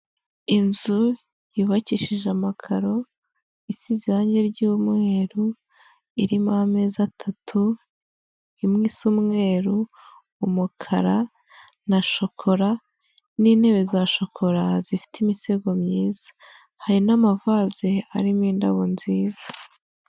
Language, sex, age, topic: Kinyarwanda, female, 18-24, health